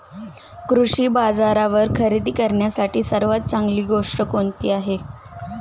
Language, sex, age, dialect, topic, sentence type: Marathi, female, 18-24, Standard Marathi, agriculture, question